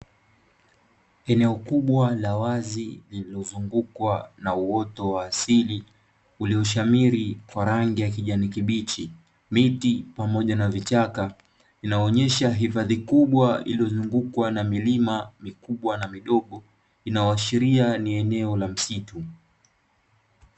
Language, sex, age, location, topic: Swahili, male, 18-24, Dar es Salaam, agriculture